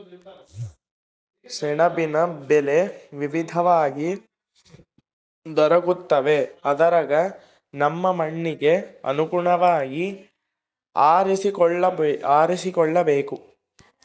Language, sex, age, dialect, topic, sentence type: Kannada, male, 60-100, Central, agriculture, statement